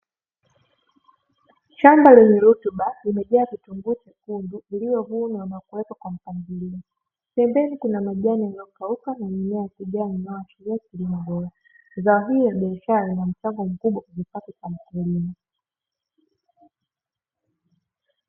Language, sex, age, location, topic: Swahili, female, 18-24, Dar es Salaam, agriculture